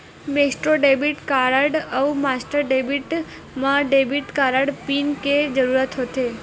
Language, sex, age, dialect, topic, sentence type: Chhattisgarhi, female, 18-24, Western/Budati/Khatahi, banking, statement